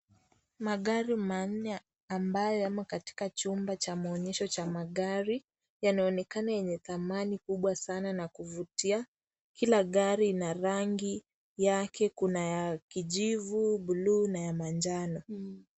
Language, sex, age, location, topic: Swahili, female, 18-24, Kisii, finance